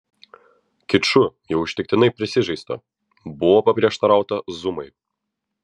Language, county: Lithuanian, Vilnius